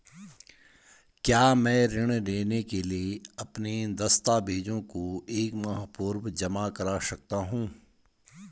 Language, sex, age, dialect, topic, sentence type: Hindi, male, 46-50, Garhwali, banking, question